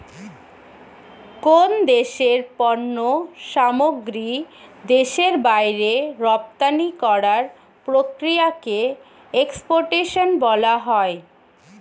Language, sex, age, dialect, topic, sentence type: Bengali, female, 25-30, Standard Colloquial, banking, statement